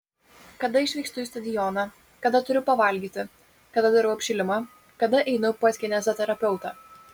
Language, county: Lithuanian, Vilnius